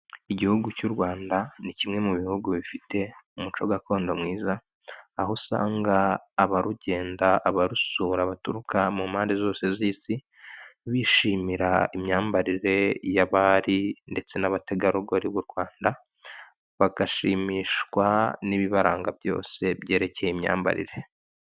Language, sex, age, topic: Kinyarwanda, male, 25-35, health